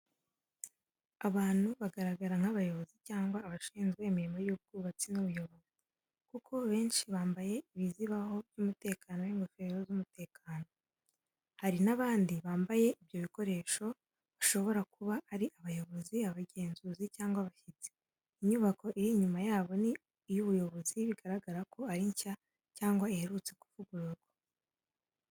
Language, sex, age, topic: Kinyarwanda, female, 18-24, education